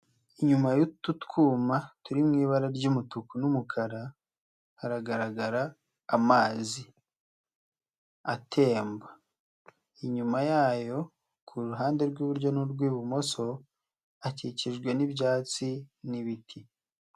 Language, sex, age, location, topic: Kinyarwanda, male, 25-35, Nyagatare, agriculture